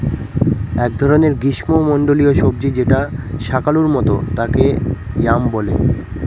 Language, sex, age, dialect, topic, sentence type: Bengali, male, 18-24, Northern/Varendri, agriculture, statement